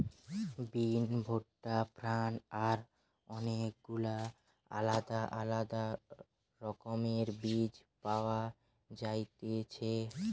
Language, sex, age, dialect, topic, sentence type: Bengali, male, 18-24, Western, agriculture, statement